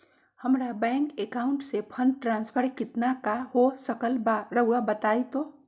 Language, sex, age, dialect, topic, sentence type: Magahi, female, 41-45, Southern, banking, question